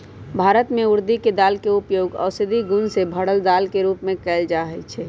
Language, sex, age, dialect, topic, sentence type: Magahi, male, 18-24, Western, agriculture, statement